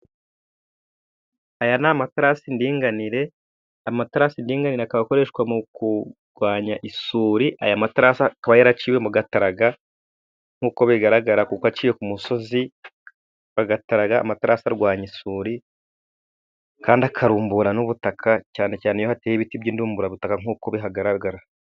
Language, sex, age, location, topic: Kinyarwanda, male, 25-35, Musanze, agriculture